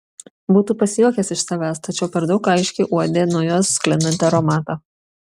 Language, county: Lithuanian, Šiauliai